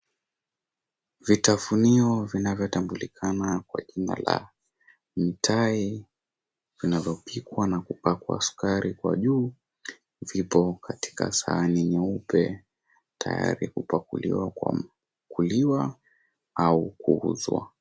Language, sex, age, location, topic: Swahili, male, 18-24, Mombasa, agriculture